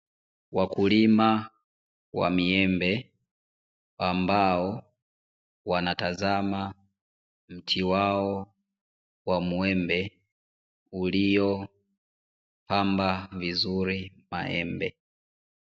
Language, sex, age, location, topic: Swahili, female, 25-35, Dar es Salaam, agriculture